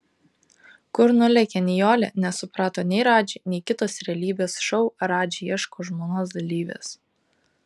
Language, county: Lithuanian, Kaunas